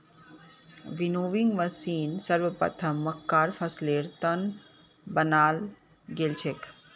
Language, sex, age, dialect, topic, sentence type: Magahi, female, 18-24, Northeastern/Surjapuri, agriculture, statement